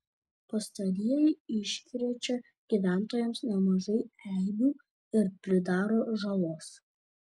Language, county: Lithuanian, Šiauliai